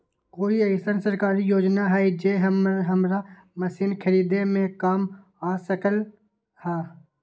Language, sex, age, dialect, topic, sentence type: Magahi, male, 25-30, Western, agriculture, question